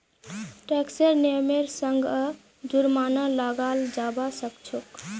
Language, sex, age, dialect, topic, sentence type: Magahi, female, 25-30, Northeastern/Surjapuri, banking, statement